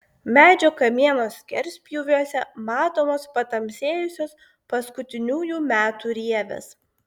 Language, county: Lithuanian, Klaipėda